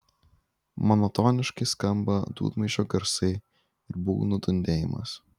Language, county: Lithuanian, Kaunas